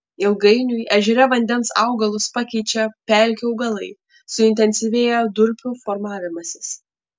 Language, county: Lithuanian, Panevėžys